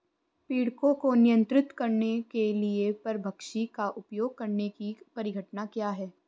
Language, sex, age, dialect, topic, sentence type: Hindi, female, 18-24, Hindustani Malvi Khadi Boli, agriculture, question